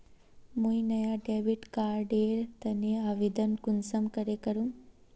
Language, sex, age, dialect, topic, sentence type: Magahi, female, 36-40, Northeastern/Surjapuri, banking, statement